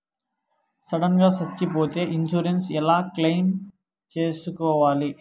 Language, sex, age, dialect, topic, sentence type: Telugu, male, 18-24, Southern, banking, question